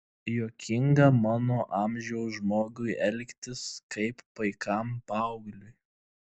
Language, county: Lithuanian, Klaipėda